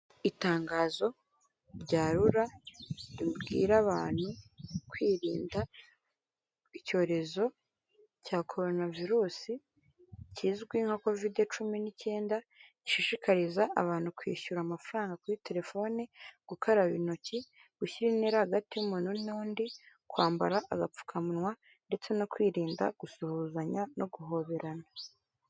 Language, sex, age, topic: Kinyarwanda, female, 18-24, government